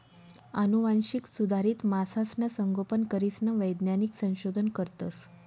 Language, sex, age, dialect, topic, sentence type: Marathi, female, 25-30, Northern Konkan, agriculture, statement